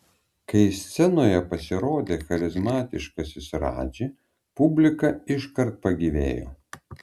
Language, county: Lithuanian, Vilnius